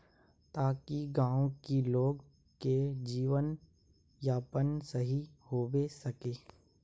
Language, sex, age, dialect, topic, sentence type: Magahi, male, 18-24, Northeastern/Surjapuri, banking, question